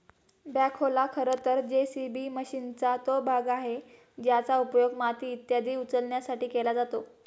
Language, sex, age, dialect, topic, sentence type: Marathi, female, 18-24, Standard Marathi, agriculture, statement